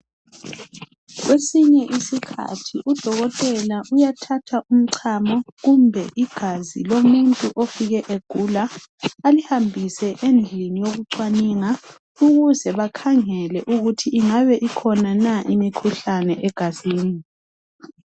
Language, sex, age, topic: North Ndebele, female, 25-35, health